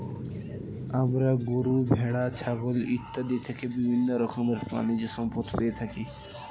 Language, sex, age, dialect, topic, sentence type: Bengali, male, 18-24, Standard Colloquial, agriculture, statement